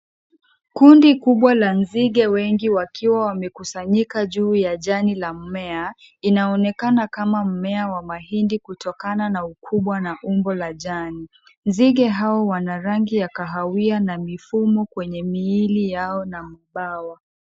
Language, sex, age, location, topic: Swahili, female, 25-35, Kisii, health